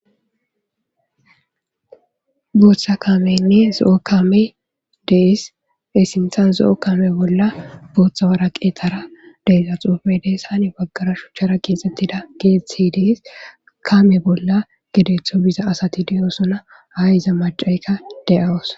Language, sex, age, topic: Gamo, female, 25-35, government